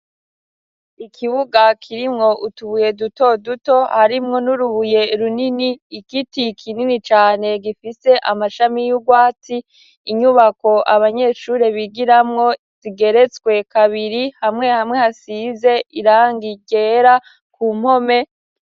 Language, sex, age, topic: Rundi, female, 18-24, education